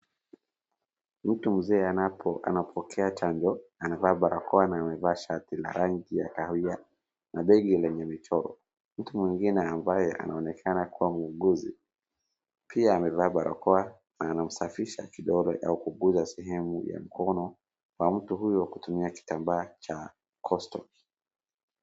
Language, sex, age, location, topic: Swahili, male, 36-49, Wajir, health